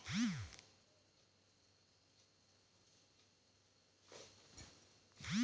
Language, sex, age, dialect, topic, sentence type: Hindi, female, 31-35, Garhwali, banking, question